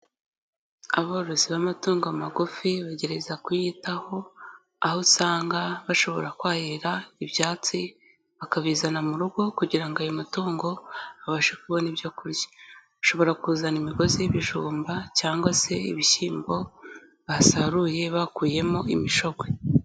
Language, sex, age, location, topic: Kinyarwanda, female, 18-24, Kigali, agriculture